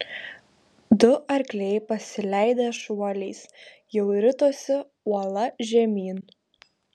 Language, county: Lithuanian, Klaipėda